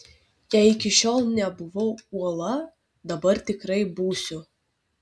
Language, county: Lithuanian, Vilnius